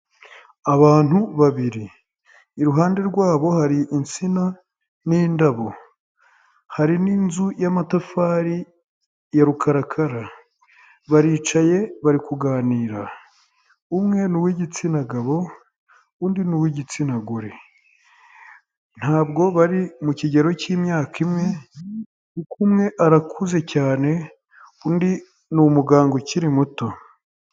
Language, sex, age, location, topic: Kinyarwanda, male, 18-24, Huye, health